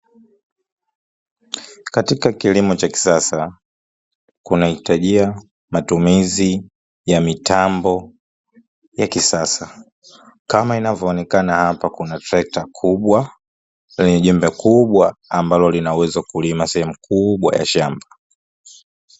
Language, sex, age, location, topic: Swahili, male, 25-35, Dar es Salaam, agriculture